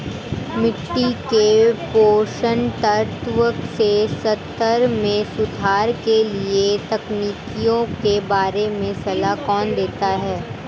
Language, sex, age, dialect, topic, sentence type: Hindi, female, 18-24, Hindustani Malvi Khadi Boli, agriculture, statement